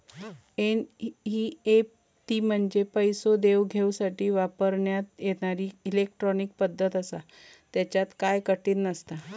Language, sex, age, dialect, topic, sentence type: Marathi, female, 56-60, Southern Konkan, banking, statement